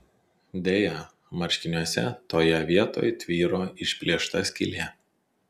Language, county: Lithuanian, Telšiai